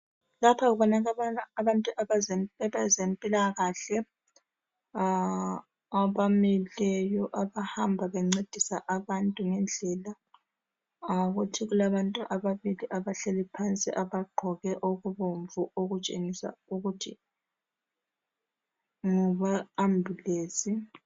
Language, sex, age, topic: North Ndebele, female, 36-49, health